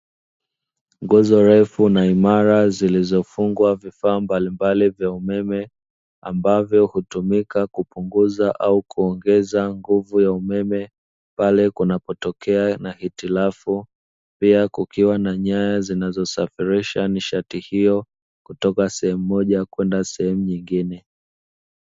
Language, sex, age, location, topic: Swahili, male, 25-35, Dar es Salaam, government